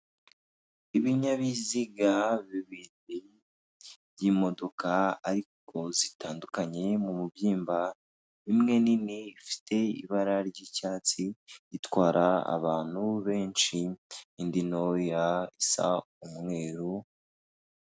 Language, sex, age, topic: Kinyarwanda, female, 18-24, government